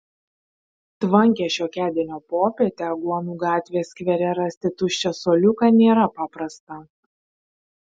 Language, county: Lithuanian, Vilnius